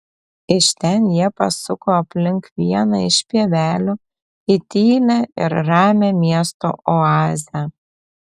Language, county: Lithuanian, Telšiai